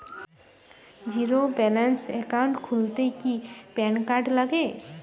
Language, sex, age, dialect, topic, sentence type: Bengali, female, 18-24, Western, banking, question